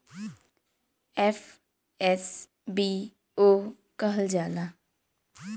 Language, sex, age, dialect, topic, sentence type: Bhojpuri, female, 18-24, Western, banking, statement